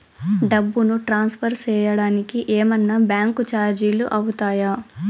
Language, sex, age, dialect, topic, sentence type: Telugu, female, 18-24, Southern, banking, question